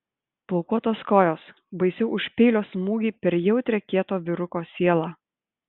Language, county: Lithuanian, Utena